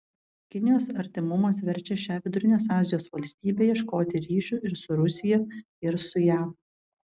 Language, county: Lithuanian, Vilnius